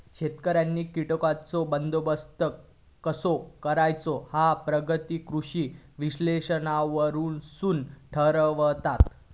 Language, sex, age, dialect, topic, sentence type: Marathi, male, 18-24, Southern Konkan, agriculture, statement